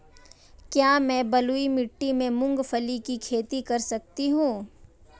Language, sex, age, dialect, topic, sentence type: Hindi, female, 18-24, Marwari Dhudhari, agriculture, question